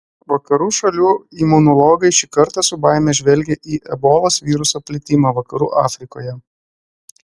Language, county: Lithuanian, Klaipėda